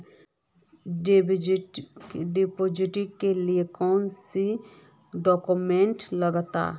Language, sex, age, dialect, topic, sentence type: Magahi, female, 25-30, Northeastern/Surjapuri, banking, question